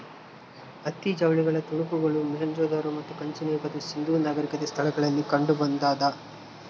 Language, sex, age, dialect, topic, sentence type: Kannada, male, 18-24, Central, agriculture, statement